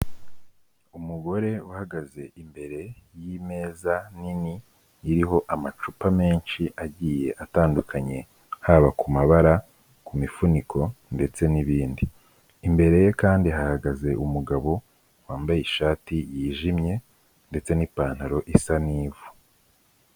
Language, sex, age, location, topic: Kinyarwanda, male, 18-24, Kigali, health